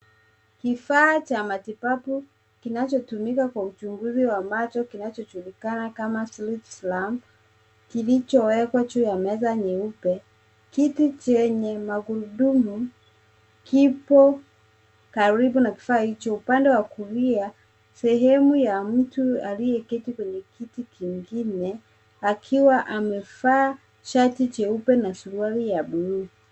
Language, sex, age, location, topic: Swahili, female, 25-35, Nairobi, health